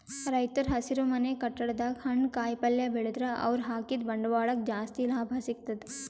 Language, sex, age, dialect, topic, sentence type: Kannada, female, 18-24, Northeastern, agriculture, statement